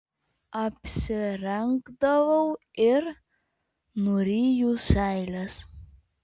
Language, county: Lithuanian, Vilnius